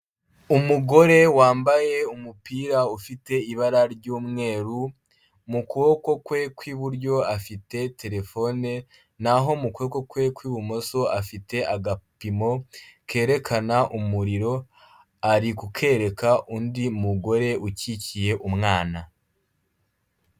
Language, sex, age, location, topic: Kinyarwanda, male, 18-24, Kigali, health